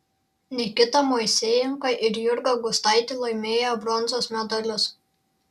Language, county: Lithuanian, Šiauliai